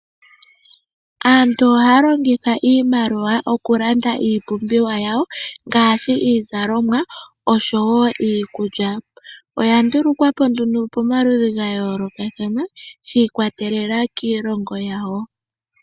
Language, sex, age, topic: Oshiwambo, female, 25-35, finance